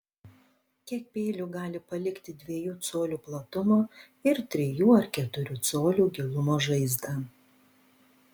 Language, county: Lithuanian, Panevėžys